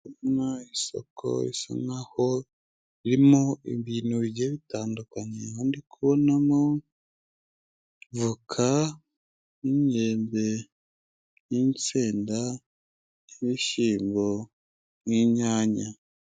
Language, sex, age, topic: Kinyarwanda, male, 25-35, finance